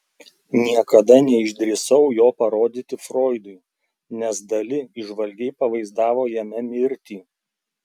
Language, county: Lithuanian, Klaipėda